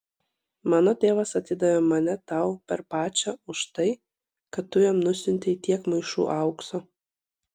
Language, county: Lithuanian, Panevėžys